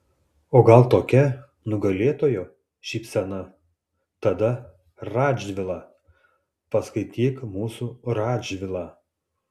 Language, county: Lithuanian, Tauragė